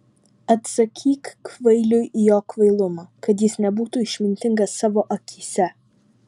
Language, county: Lithuanian, Vilnius